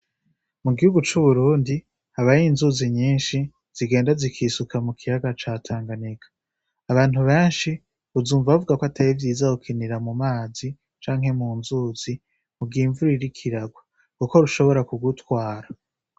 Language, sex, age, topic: Rundi, male, 18-24, agriculture